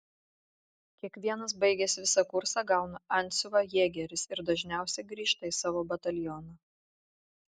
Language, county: Lithuanian, Vilnius